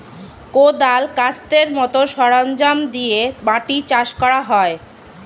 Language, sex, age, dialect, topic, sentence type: Bengali, female, 25-30, Standard Colloquial, agriculture, statement